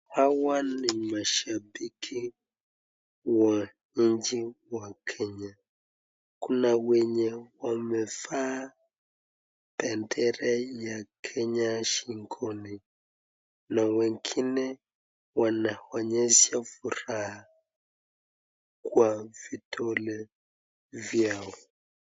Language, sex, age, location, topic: Swahili, male, 25-35, Nakuru, government